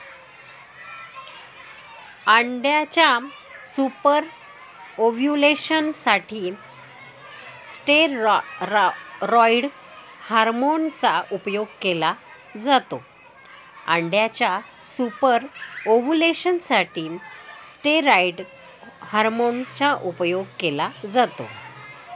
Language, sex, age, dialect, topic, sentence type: Marathi, female, 18-24, Northern Konkan, agriculture, statement